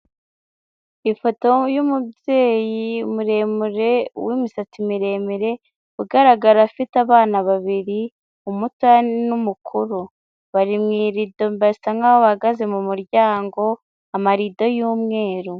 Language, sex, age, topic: Kinyarwanda, female, 18-24, government